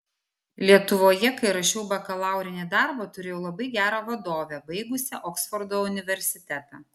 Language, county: Lithuanian, Vilnius